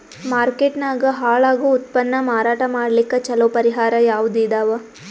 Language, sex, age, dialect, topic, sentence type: Kannada, female, 18-24, Northeastern, agriculture, statement